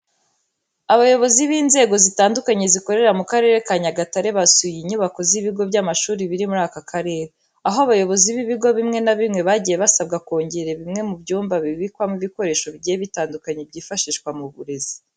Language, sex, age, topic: Kinyarwanda, female, 18-24, education